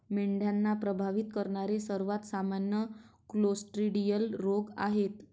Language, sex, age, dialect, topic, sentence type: Marathi, male, 31-35, Varhadi, agriculture, statement